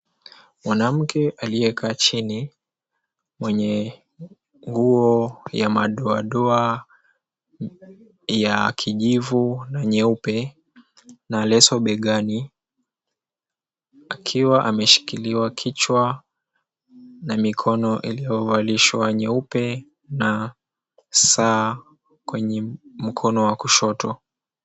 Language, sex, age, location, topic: Swahili, male, 18-24, Mombasa, health